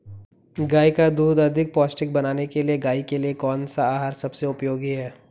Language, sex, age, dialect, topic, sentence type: Hindi, male, 18-24, Garhwali, agriculture, question